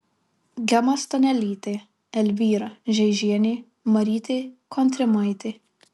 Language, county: Lithuanian, Marijampolė